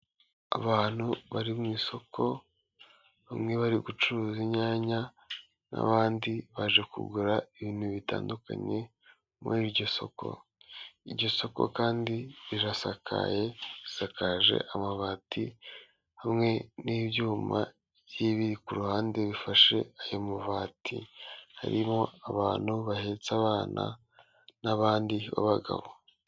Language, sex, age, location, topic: Kinyarwanda, female, 18-24, Kigali, finance